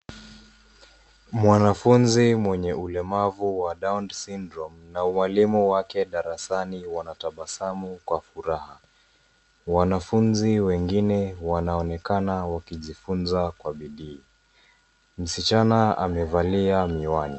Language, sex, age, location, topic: Swahili, female, 18-24, Nairobi, education